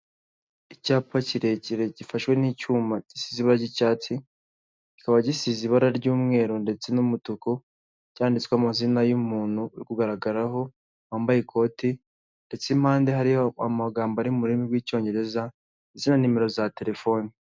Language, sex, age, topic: Kinyarwanda, male, 18-24, finance